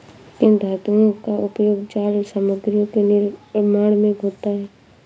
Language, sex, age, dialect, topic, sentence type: Hindi, female, 56-60, Awadhi Bundeli, agriculture, statement